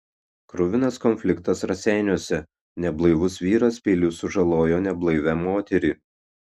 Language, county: Lithuanian, Kaunas